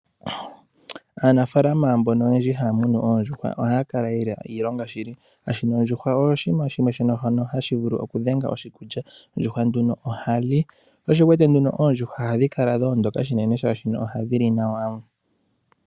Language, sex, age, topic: Oshiwambo, male, 18-24, agriculture